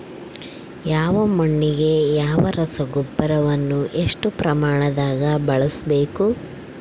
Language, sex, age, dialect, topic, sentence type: Kannada, female, 25-30, Central, agriculture, question